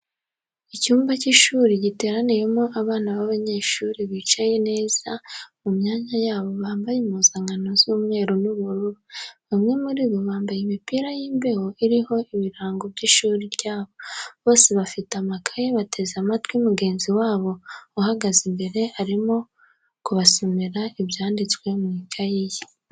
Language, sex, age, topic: Kinyarwanda, female, 18-24, education